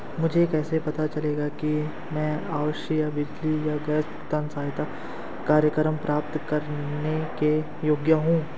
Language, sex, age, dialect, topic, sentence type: Hindi, male, 18-24, Hindustani Malvi Khadi Boli, banking, question